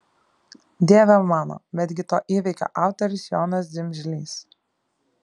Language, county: Lithuanian, Šiauliai